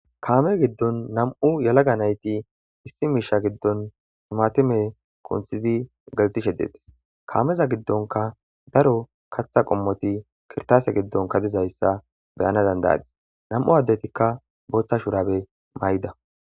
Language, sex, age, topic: Gamo, male, 25-35, agriculture